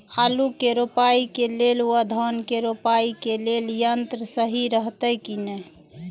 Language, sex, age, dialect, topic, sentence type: Maithili, female, 36-40, Eastern / Thethi, agriculture, question